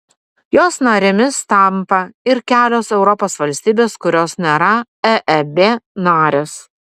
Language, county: Lithuanian, Vilnius